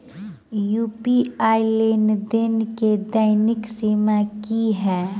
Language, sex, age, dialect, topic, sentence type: Maithili, female, 25-30, Southern/Standard, banking, question